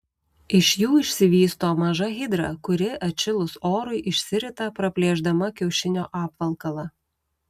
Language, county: Lithuanian, Utena